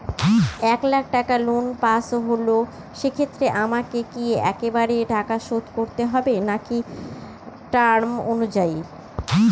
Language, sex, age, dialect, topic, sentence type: Bengali, female, 31-35, Northern/Varendri, banking, question